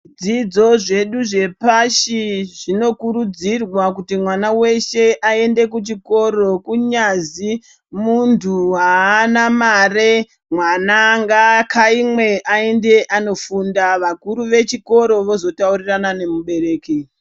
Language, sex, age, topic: Ndau, female, 36-49, education